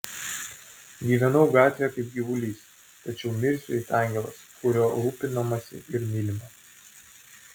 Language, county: Lithuanian, Vilnius